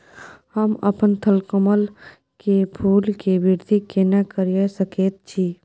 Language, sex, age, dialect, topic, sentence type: Maithili, female, 18-24, Bajjika, agriculture, question